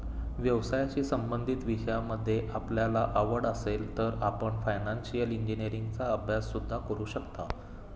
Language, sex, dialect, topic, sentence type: Marathi, male, Standard Marathi, banking, statement